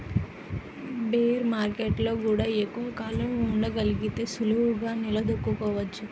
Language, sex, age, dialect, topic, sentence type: Telugu, female, 25-30, Central/Coastal, banking, statement